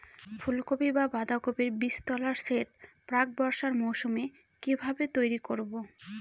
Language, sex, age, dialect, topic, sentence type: Bengali, female, 18-24, Northern/Varendri, agriculture, question